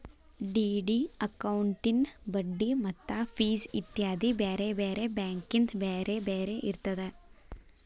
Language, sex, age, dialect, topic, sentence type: Kannada, female, 18-24, Dharwad Kannada, banking, statement